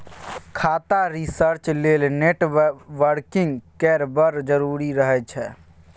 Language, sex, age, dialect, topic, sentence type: Maithili, male, 36-40, Bajjika, banking, statement